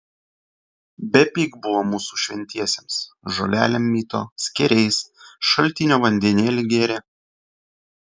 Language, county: Lithuanian, Vilnius